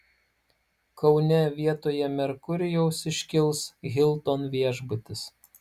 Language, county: Lithuanian, Klaipėda